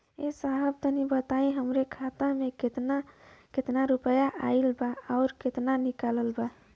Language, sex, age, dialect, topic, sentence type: Bhojpuri, female, 25-30, Western, banking, question